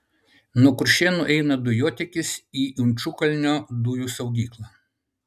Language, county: Lithuanian, Utena